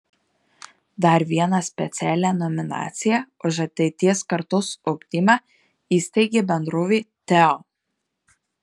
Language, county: Lithuanian, Marijampolė